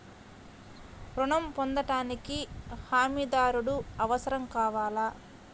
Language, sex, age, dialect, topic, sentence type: Telugu, female, 25-30, Central/Coastal, banking, question